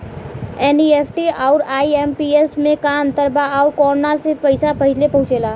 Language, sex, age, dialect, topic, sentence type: Bhojpuri, female, 18-24, Southern / Standard, banking, question